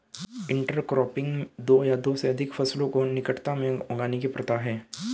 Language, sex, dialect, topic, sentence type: Hindi, male, Hindustani Malvi Khadi Boli, agriculture, statement